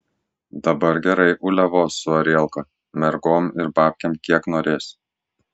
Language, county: Lithuanian, Klaipėda